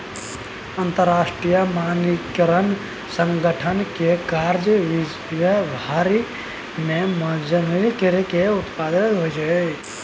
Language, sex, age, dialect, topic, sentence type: Maithili, male, 18-24, Bajjika, banking, statement